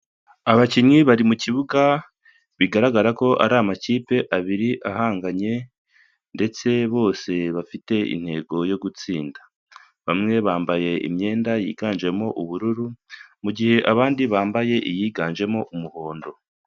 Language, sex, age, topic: Kinyarwanda, male, 25-35, government